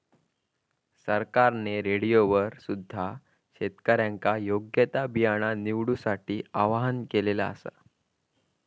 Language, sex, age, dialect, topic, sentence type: Marathi, female, 41-45, Southern Konkan, agriculture, statement